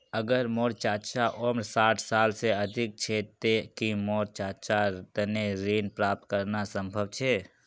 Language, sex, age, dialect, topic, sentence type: Magahi, male, 18-24, Northeastern/Surjapuri, banking, statement